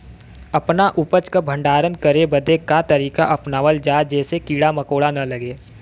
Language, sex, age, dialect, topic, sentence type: Bhojpuri, male, 18-24, Western, agriculture, question